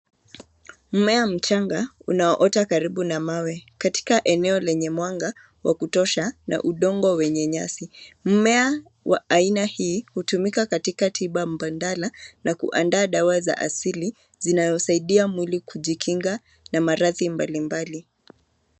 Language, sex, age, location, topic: Swahili, female, 25-35, Nairobi, health